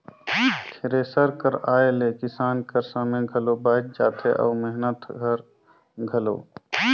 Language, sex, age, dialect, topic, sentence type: Chhattisgarhi, male, 25-30, Northern/Bhandar, agriculture, statement